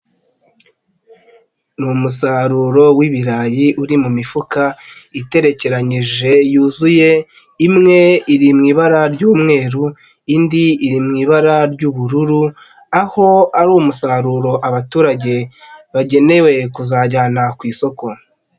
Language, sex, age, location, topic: Kinyarwanda, male, 25-35, Nyagatare, agriculture